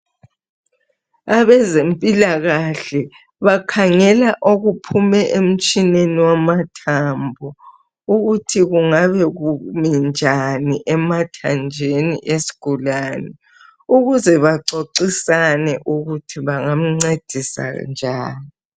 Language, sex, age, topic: North Ndebele, female, 50+, health